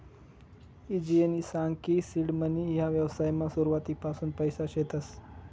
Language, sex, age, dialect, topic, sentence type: Marathi, male, 18-24, Northern Konkan, banking, statement